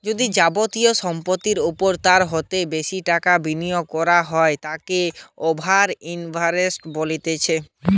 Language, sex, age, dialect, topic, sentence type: Bengali, male, 18-24, Western, banking, statement